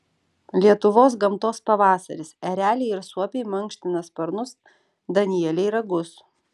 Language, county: Lithuanian, Vilnius